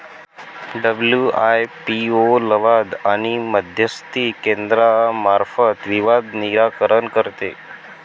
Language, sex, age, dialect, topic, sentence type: Marathi, male, 18-24, Varhadi, banking, statement